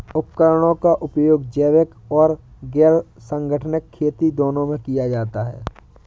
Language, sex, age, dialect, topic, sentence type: Hindi, male, 18-24, Awadhi Bundeli, agriculture, statement